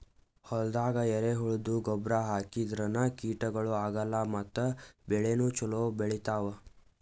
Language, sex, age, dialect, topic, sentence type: Kannada, male, 18-24, Northeastern, agriculture, statement